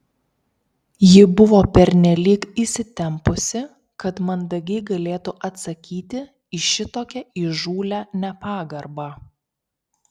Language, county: Lithuanian, Kaunas